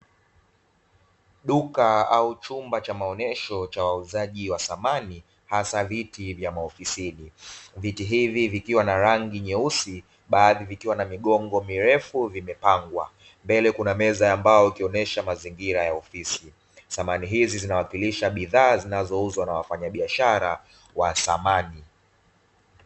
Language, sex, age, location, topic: Swahili, male, 25-35, Dar es Salaam, finance